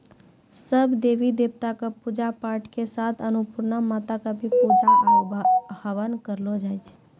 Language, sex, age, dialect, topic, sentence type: Maithili, female, 18-24, Angika, agriculture, statement